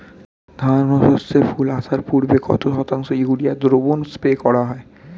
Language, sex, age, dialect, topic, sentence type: Bengali, male, 18-24, Standard Colloquial, agriculture, question